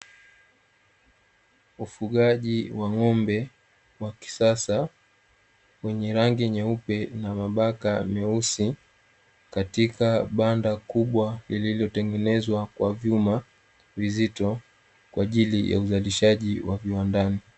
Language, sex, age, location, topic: Swahili, male, 18-24, Dar es Salaam, agriculture